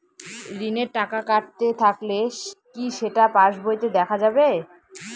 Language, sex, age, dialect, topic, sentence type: Bengali, female, 18-24, Northern/Varendri, banking, question